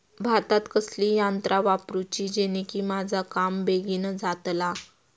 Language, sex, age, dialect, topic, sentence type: Marathi, female, 18-24, Southern Konkan, agriculture, question